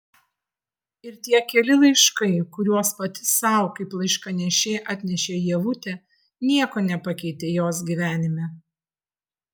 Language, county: Lithuanian, Vilnius